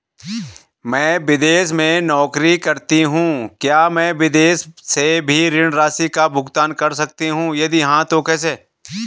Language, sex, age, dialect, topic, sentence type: Hindi, male, 36-40, Garhwali, banking, question